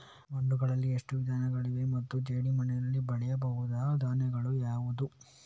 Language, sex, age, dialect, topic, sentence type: Kannada, male, 25-30, Coastal/Dakshin, agriculture, question